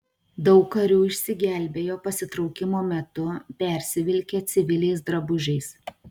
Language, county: Lithuanian, Klaipėda